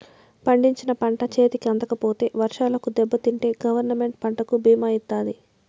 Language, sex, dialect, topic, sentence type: Telugu, female, Southern, banking, statement